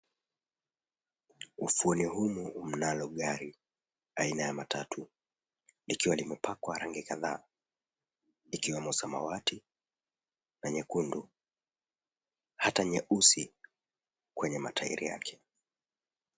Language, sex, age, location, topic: Swahili, male, 25-35, Mombasa, government